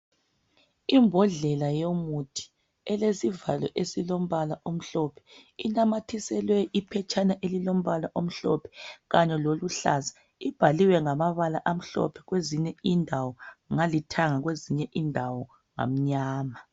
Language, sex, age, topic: North Ndebele, male, 36-49, health